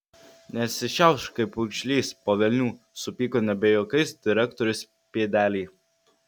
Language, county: Lithuanian, Vilnius